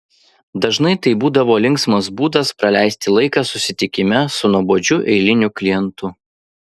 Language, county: Lithuanian, Vilnius